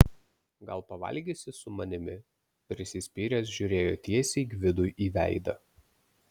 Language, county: Lithuanian, Vilnius